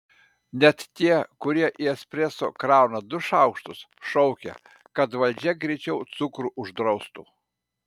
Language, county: Lithuanian, Panevėžys